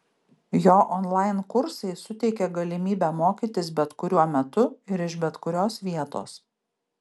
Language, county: Lithuanian, Kaunas